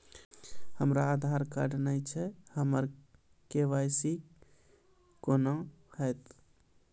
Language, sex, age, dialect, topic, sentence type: Maithili, male, 25-30, Angika, banking, question